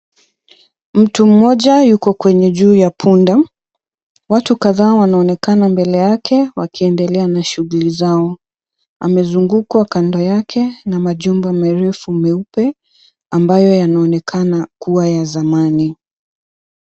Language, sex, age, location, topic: Swahili, female, 25-35, Mombasa, government